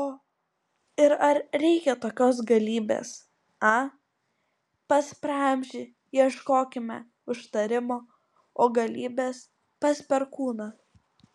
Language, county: Lithuanian, Kaunas